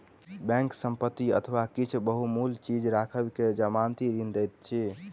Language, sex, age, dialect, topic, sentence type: Maithili, male, 18-24, Southern/Standard, banking, statement